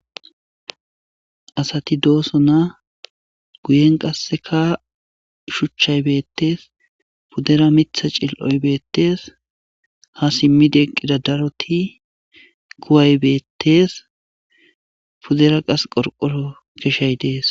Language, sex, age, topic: Gamo, male, 25-35, government